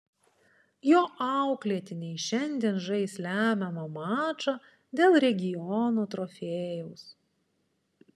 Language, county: Lithuanian, Panevėžys